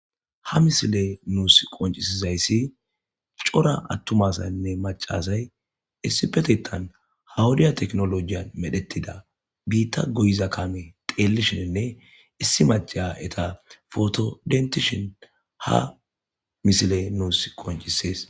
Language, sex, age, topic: Gamo, male, 25-35, agriculture